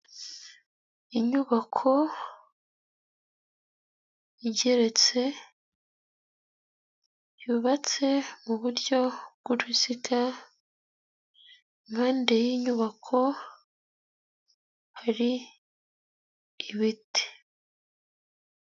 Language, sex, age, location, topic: Kinyarwanda, female, 18-24, Nyagatare, finance